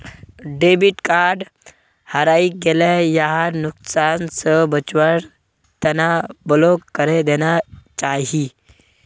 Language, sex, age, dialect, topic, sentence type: Magahi, male, 18-24, Northeastern/Surjapuri, banking, statement